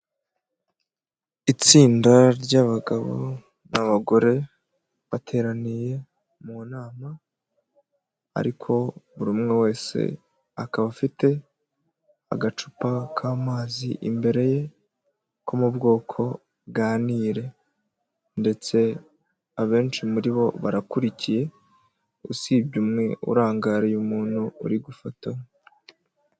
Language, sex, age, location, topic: Kinyarwanda, male, 18-24, Huye, health